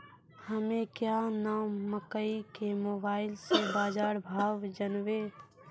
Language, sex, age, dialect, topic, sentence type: Maithili, female, 18-24, Angika, agriculture, question